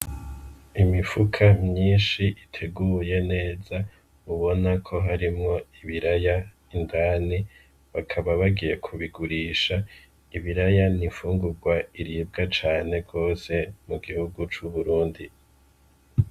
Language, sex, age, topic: Rundi, male, 25-35, agriculture